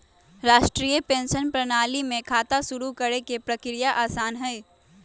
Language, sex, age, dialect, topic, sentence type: Magahi, female, 18-24, Western, banking, statement